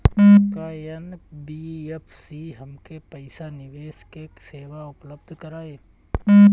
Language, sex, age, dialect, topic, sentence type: Bhojpuri, male, 31-35, Northern, banking, question